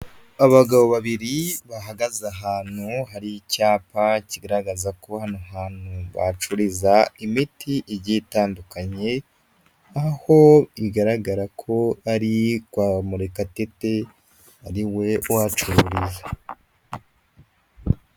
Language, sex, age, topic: Kinyarwanda, male, 25-35, health